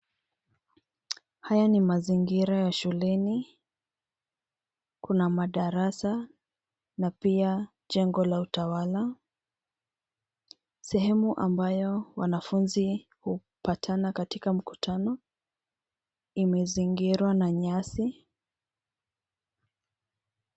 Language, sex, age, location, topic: Swahili, female, 25-35, Nairobi, education